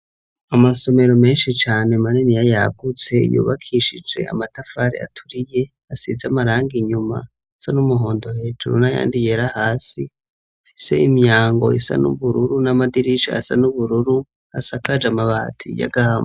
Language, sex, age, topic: Rundi, male, 25-35, education